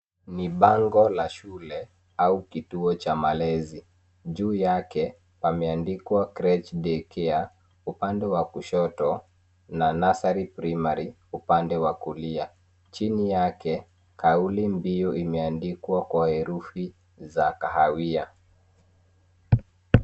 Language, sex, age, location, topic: Swahili, male, 18-24, Nairobi, education